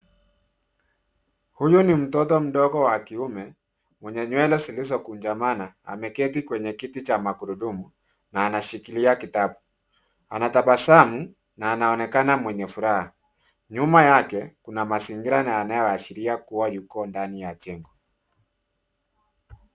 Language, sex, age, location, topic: Swahili, male, 50+, Nairobi, education